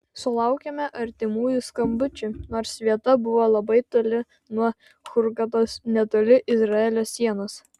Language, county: Lithuanian, Vilnius